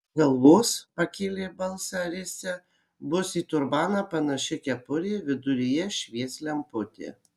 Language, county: Lithuanian, Kaunas